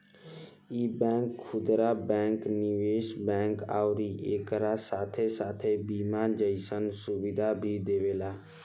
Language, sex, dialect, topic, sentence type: Bhojpuri, male, Southern / Standard, banking, statement